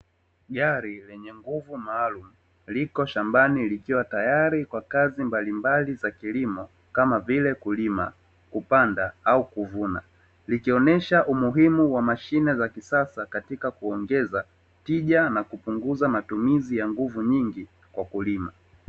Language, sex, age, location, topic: Swahili, male, 25-35, Dar es Salaam, agriculture